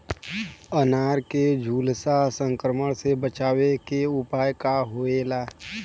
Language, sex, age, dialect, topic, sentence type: Bhojpuri, male, 18-24, Western, agriculture, question